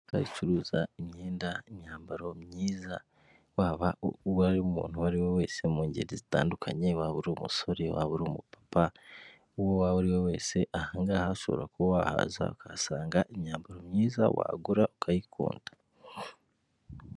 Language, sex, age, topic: Kinyarwanda, female, 18-24, finance